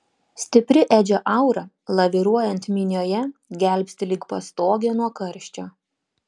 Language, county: Lithuanian, Panevėžys